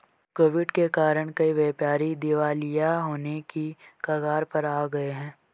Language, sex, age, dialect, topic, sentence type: Hindi, female, 18-24, Garhwali, banking, statement